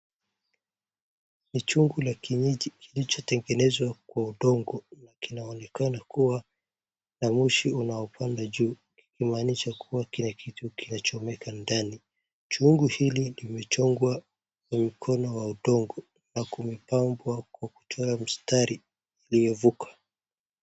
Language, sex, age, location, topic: Swahili, male, 18-24, Wajir, health